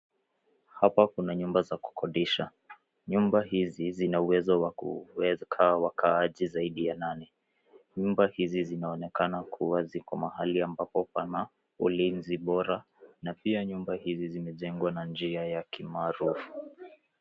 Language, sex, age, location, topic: Swahili, male, 18-24, Nairobi, finance